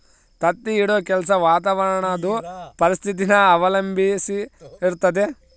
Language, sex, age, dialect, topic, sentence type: Kannada, male, 25-30, Central, agriculture, statement